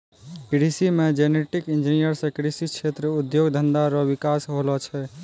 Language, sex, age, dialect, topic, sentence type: Maithili, male, 18-24, Angika, agriculture, statement